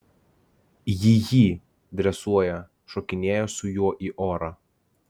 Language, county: Lithuanian, Klaipėda